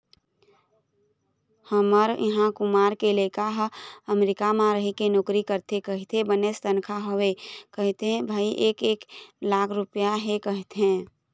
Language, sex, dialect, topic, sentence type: Chhattisgarhi, female, Eastern, banking, statement